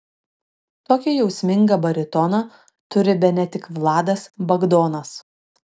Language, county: Lithuanian, Šiauliai